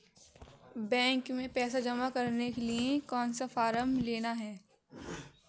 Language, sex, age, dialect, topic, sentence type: Hindi, male, 18-24, Kanauji Braj Bhasha, banking, question